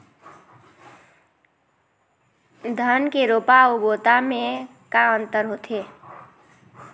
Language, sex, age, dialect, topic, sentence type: Chhattisgarhi, female, 51-55, Eastern, agriculture, question